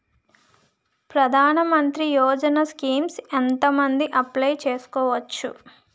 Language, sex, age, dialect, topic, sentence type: Telugu, female, 25-30, Utterandhra, banking, question